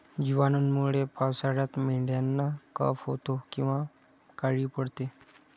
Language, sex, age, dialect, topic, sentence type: Marathi, male, 46-50, Standard Marathi, agriculture, statement